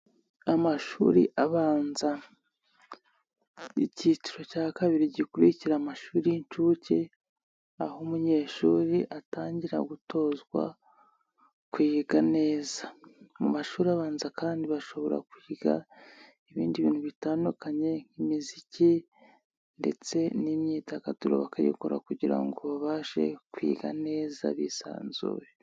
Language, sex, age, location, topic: Kinyarwanda, male, 25-35, Nyagatare, education